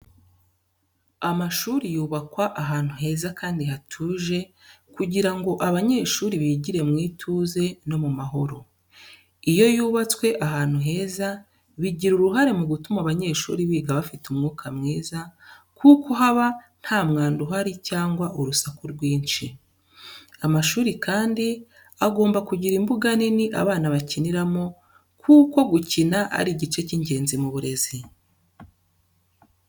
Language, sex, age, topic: Kinyarwanda, female, 36-49, education